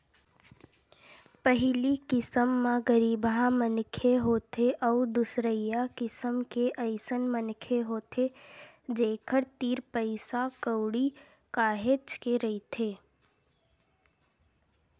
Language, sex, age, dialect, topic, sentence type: Chhattisgarhi, female, 18-24, Western/Budati/Khatahi, banking, statement